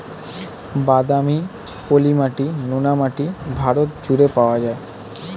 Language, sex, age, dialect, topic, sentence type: Bengali, male, 18-24, Standard Colloquial, agriculture, statement